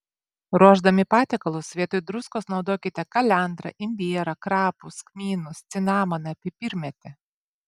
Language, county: Lithuanian, Vilnius